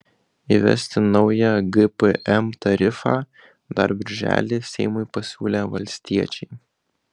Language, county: Lithuanian, Kaunas